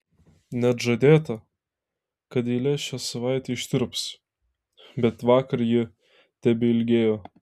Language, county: Lithuanian, Telšiai